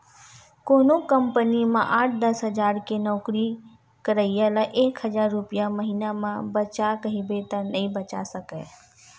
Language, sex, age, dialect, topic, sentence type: Chhattisgarhi, female, 18-24, Western/Budati/Khatahi, banking, statement